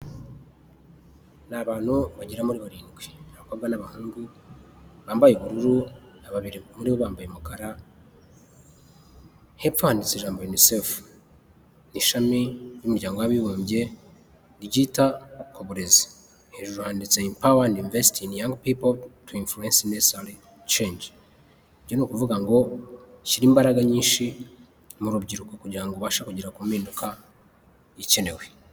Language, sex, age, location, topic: Kinyarwanda, male, 36-49, Huye, health